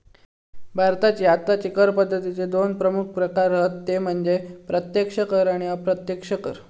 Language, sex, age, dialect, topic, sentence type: Marathi, male, 18-24, Southern Konkan, banking, statement